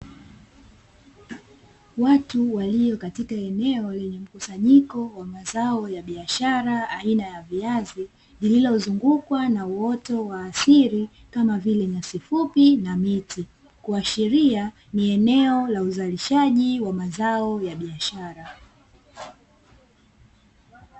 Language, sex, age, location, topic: Swahili, female, 18-24, Dar es Salaam, agriculture